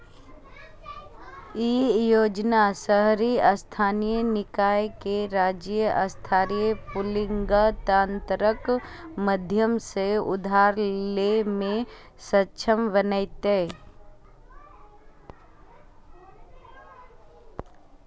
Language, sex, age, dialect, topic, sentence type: Maithili, female, 25-30, Eastern / Thethi, banking, statement